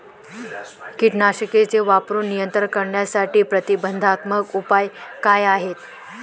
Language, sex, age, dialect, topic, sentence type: Marathi, female, 18-24, Standard Marathi, agriculture, question